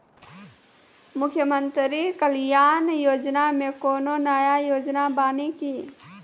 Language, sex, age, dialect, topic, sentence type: Maithili, female, 18-24, Angika, banking, question